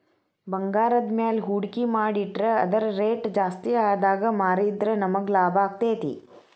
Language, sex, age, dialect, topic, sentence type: Kannada, female, 31-35, Dharwad Kannada, banking, statement